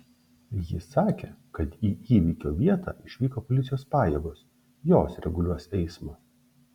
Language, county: Lithuanian, Šiauliai